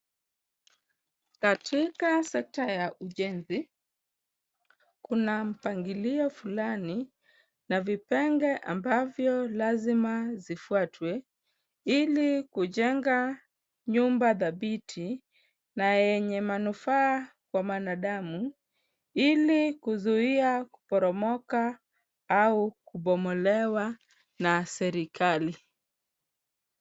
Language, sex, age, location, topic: Swahili, female, 25-35, Kisumu, health